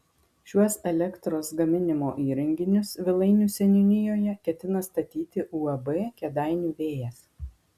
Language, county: Lithuanian, Marijampolė